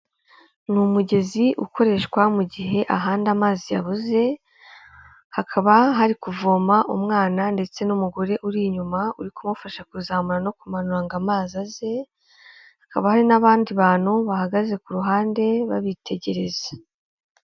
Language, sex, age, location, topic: Kinyarwanda, female, 18-24, Kigali, health